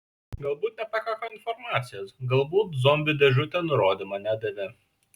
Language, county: Lithuanian, Šiauliai